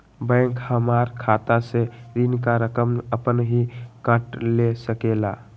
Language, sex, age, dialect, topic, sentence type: Magahi, male, 18-24, Western, banking, question